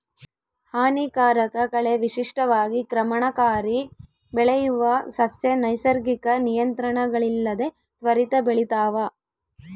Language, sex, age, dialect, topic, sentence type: Kannada, female, 18-24, Central, agriculture, statement